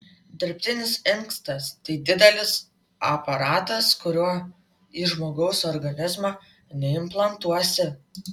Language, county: Lithuanian, Vilnius